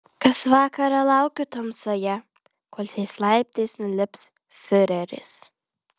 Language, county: Lithuanian, Vilnius